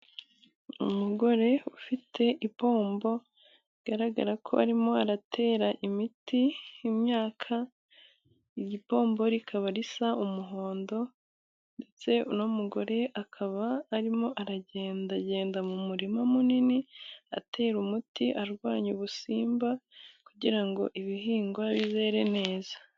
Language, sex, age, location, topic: Kinyarwanda, female, 18-24, Musanze, agriculture